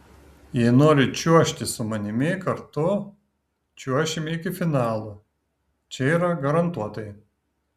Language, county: Lithuanian, Kaunas